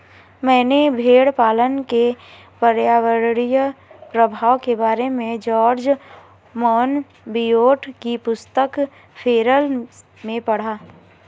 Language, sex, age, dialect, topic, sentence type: Hindi, female, 25-30, Marwari Dhudhari, agriculture, statement